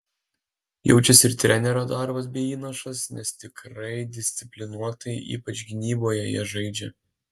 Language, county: Lithuanian, Alytus